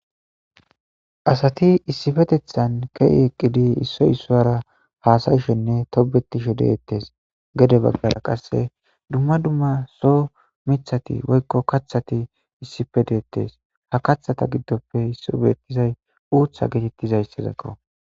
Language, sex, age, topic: Gamo, male, 25-35, government